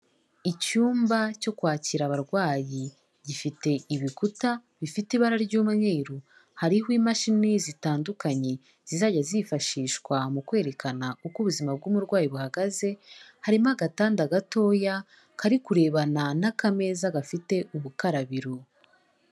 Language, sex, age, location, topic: Kinyarwanda, female, 18-24, Kigali, health